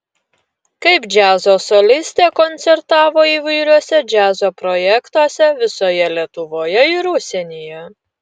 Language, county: Lithuanian, Utena